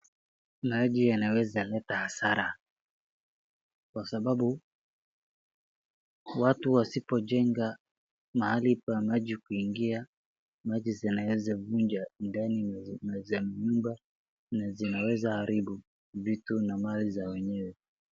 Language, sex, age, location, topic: Swahili, male, 25-35, Wajir, health